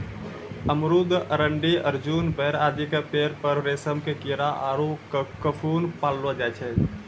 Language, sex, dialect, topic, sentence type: Maithili, male, Angika, agriculture, statement